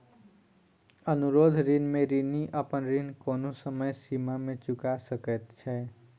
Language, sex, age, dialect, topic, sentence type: Maithili, female, 60-100, Southern/Standard, banking, statement